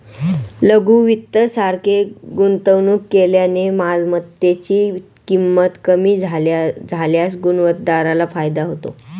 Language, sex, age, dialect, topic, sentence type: Marathi, male, 18-24, Northern Konkan, banking, statement